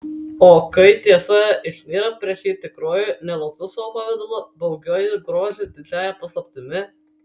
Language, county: Lithuanian, Kaunas